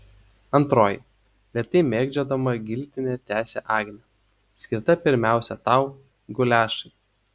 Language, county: Lithuanian, Utena